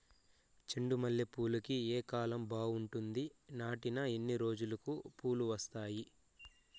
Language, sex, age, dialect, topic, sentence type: Telugu, male, 41-45, Southern, agriculture, question